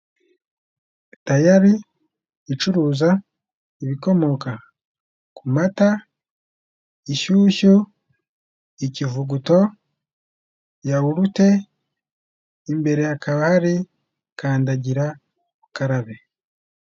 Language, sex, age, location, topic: Kinyarwanda, male, 25-35, Kigali, finance